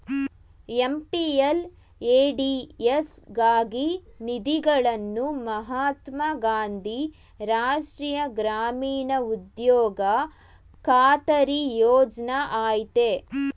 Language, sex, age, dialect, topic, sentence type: Kannada, female, 18-24, Mysore Kannada, banking, statement